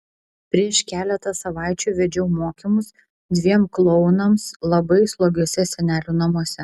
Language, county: Lithuanian, Vilnius